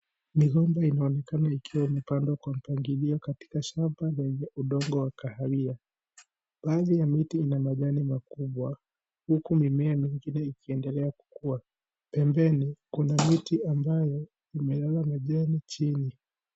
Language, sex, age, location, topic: Swahili, male, 18-24, Kisii, agriculture